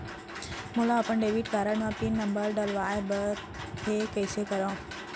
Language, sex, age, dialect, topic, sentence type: Chhattisgarhi, female, 18-24, Central, banking, question